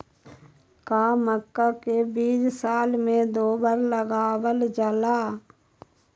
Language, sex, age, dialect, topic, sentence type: Magahi, female, 18-24, Western, agriculture, question